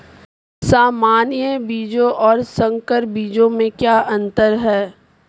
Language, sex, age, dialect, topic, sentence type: Hindi, female, 25-30, Marwari Dhudhari, agriculture, question